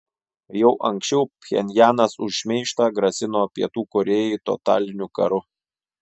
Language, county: Lithuanian, Šiauliai